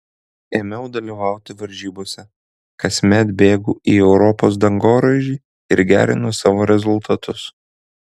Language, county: Lithuanian, Kaunas